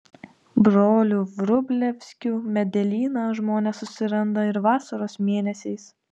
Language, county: Lithuanian, Vilnius